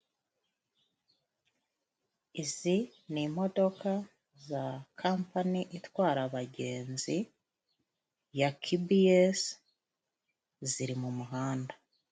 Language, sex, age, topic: Kinyarwanda, female, 36-49, government